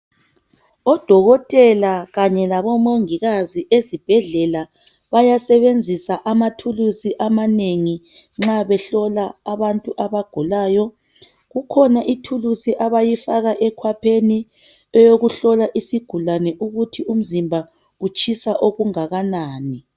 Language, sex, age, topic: North Ndebele, female, 25-35, health